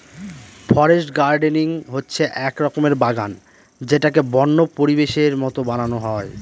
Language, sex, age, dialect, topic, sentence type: Bengali, male, 18-24, Northern/Varendri, agriculture, statement